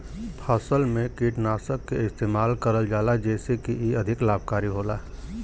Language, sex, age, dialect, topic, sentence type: Bhojpuri, male, 31-35, Western, agriculture, statement